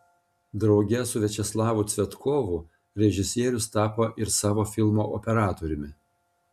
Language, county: Lithuanian, Panevėžys